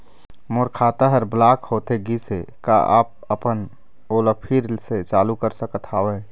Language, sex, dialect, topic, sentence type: Chhattisgarhi, male, Eastern, banking, question